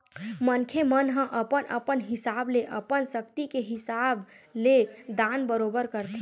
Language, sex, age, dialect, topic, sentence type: Chhattisgarhi, male, 25-30, Western/Budati/Khatahi, banking, statement